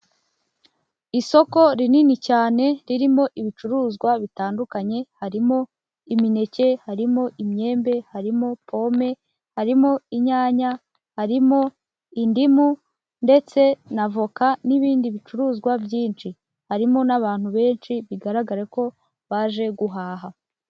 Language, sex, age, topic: Kinyarwanda, female, 18-24, finance